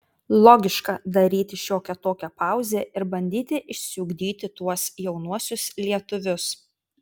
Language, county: Lithuanian, Tauragė